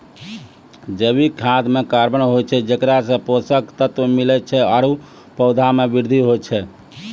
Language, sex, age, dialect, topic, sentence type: Maithili, male, 25-30, Angika, agriculture, statement